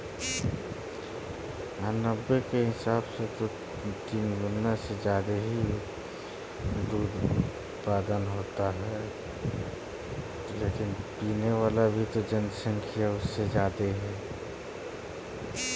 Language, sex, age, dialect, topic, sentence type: Magahi, male, 25-30, Western, agriculture, statement